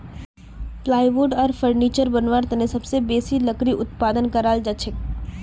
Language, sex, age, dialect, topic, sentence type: Magahi, female, 25-30, Northeastern/Surjapuri, agriculture, statement